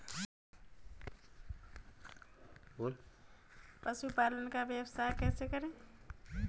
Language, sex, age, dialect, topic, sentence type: Hindi, male, 31-35, Kanauji Braj Bhasha, agriculture, question